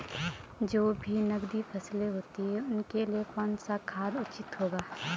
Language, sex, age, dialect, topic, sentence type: Hindi, female, 25-30, Garhwali, agriculture, question